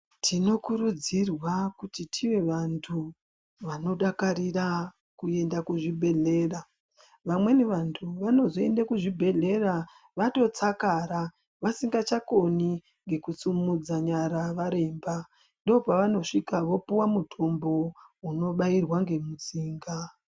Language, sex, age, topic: Ndau, female, 25-35, health